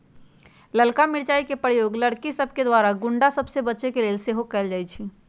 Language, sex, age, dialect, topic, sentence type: Magahi, female, 56-60, Western, agriculture, statement